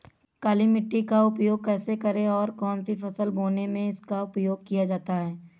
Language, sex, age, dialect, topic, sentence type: Hindi, male, 18-24, Awadhi Bundeli, agriculture, question